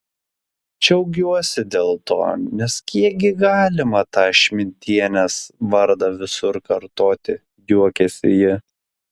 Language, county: Lithuanian, Klaipėda